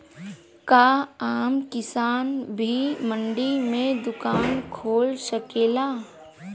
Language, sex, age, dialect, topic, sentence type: Bhojpuri, female, 18-24, Western, agriculture, question